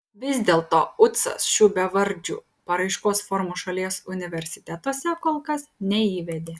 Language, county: Lithuanian, Kaunas